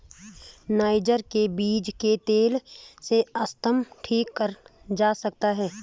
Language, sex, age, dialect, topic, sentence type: Hindi, female, 36-40, Garhwali, agriculture, statement